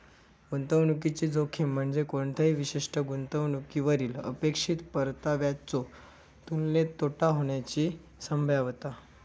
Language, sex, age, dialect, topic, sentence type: Marathi, male, 25-30, Southern Konkan, banking, statement